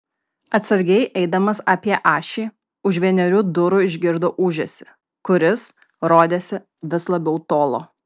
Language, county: Lithuanian, Kaunas